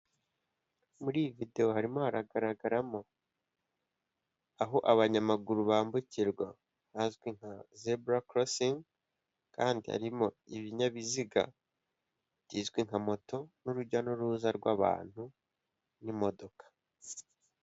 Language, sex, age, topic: Kinyarwanda, male, 18-24, government